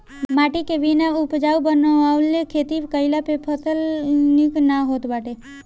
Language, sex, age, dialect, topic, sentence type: Bhojpuri, female, 18-24, Northern, agriculture, statement